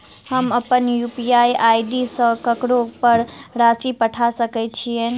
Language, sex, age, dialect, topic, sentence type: Maithili, female, 18-24, Southern/Standard, banking, question